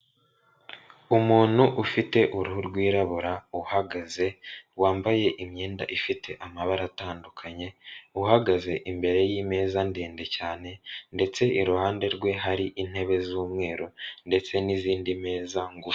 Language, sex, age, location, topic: Kinyarwanda, male, 36-49, Kigali, finance